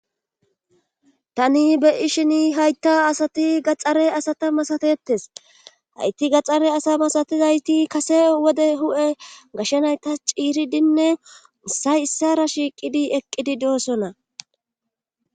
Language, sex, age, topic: Gamo, female, 25-35, government